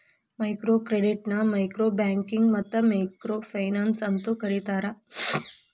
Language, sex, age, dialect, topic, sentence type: Kannada, female, 41-45, Dharwad Kannada, banking, statement